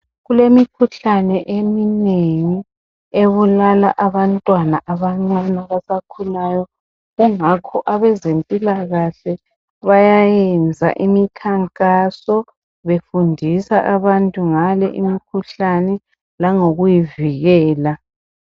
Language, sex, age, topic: North Ndebele, female, 50+, health